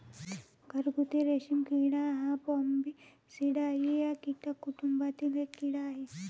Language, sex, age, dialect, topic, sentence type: Marathi, female, 18-24, Varhadi, agriculture, statement